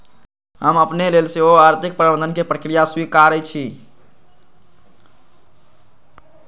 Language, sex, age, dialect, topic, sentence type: Magahi, male, 51-55, Western, banking, statement